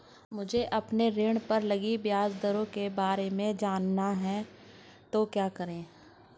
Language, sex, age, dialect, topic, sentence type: Hindi, female, 41-45, Hindustani Malvi Khadi Boli, banking, question